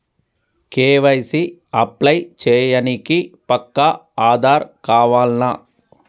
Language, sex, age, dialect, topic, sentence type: Telugu, male, 36-40, Telangana, banking, question